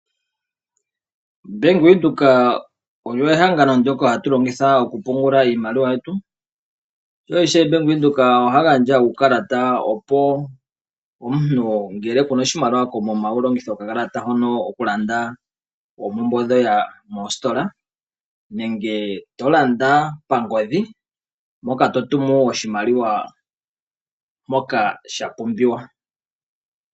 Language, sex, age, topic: Oshiwambo, male, 25-35, finance